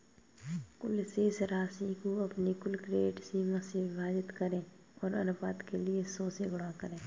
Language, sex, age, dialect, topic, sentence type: Hindi, female, 18-24, Kanauji Braj Bhasha, banking, statement